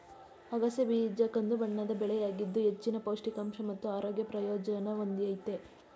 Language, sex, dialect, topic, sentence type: Kannada, female, Mysore Kannada, agriculture, statement